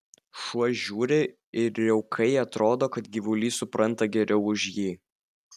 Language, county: Lithuanian, Vilnius